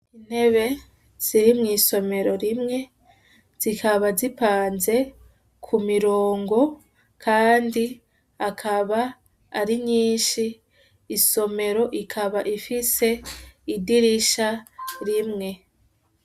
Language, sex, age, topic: Rundi, female, 25-35, education